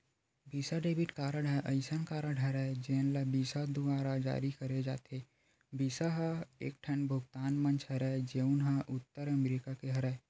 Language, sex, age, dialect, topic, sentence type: Chhattisgarhi, male, 18-24, Western/Budati/Khatahi, banking, statement